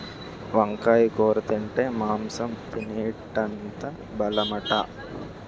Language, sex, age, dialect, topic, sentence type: Telugu, male, 18-24, Utterandhra, agriculture, statement